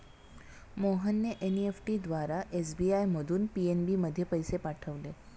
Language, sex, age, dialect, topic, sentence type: Marathi, female, 31-35, Standard Marathi, banking, statement